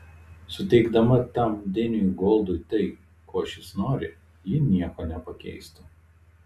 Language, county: Lithuanian, Telšiai